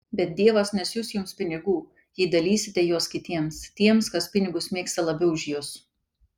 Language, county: Lithuanian, Kaunas